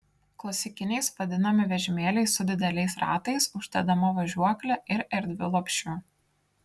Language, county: Lithuanian, Kaunas